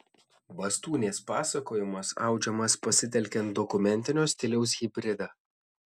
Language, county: Lithuanian, Šiauliai